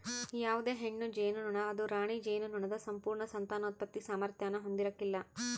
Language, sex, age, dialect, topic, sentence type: Kannada, female, 31-35, Central, agriculture, statement